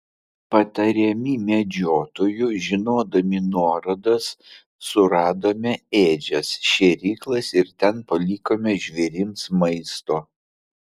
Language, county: Lithuanian, Vilnius